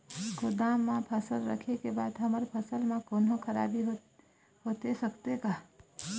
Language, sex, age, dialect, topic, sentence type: Chhattisgarhi, female, 25-30, Eastern, agriculture, question